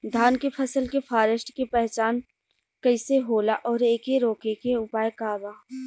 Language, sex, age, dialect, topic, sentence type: Bhojpuri, female, 18-24, Western, agriculture, question